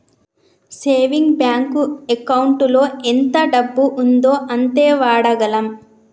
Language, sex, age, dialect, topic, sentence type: Telugu, female, 31-35, Telangana, banking, statement